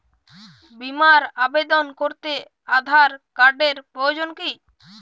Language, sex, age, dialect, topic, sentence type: Bengali, male, 18-24, Jharkhandi, banking, question